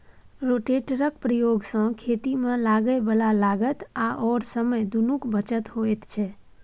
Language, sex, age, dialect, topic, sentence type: Maithili, female, 18-24, Bajjika, agriculture, statement